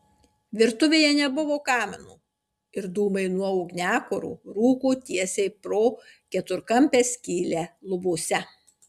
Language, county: Lithuanian, Marijampolė